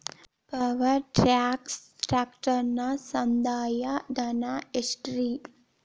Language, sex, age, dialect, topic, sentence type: Kannada, female, 18-24, Dharwad Kannada, agriculture, question